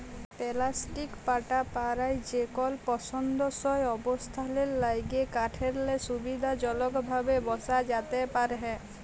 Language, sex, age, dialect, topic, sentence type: Bengali, female, 18-24, Jharkhandi, agriculture, statement